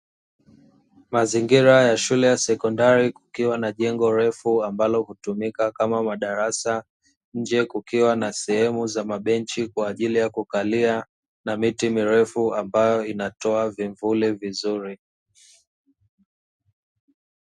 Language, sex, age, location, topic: Swahili, male, 25-35, Dar es Salaam, education